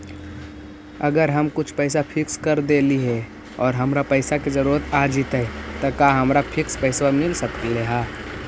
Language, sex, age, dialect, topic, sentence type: Magahi, male, 18-24, Central/Standard, banking, question